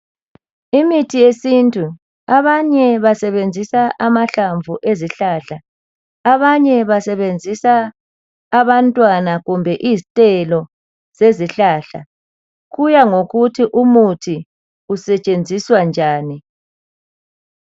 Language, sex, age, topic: North Ndebele, male, 50+, health